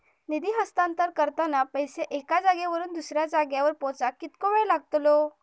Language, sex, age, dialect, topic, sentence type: Marathi, female, 31-35, Southern Konkan, banking, question